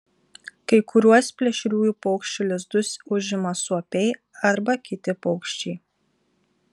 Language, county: Lithuanian, Vilnius